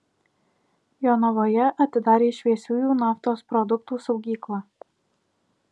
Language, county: Lithuanian, Alytus